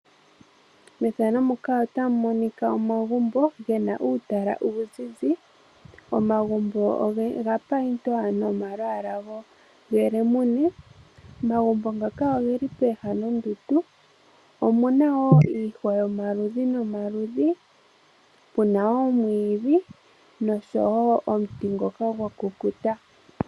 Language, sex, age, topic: Oshiwambo, female, 18-24, agriculture